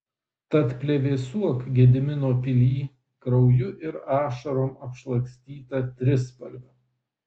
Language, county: Lithuanian, Vilnius